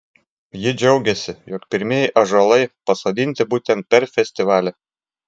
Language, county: Lithuanian, Klaipėda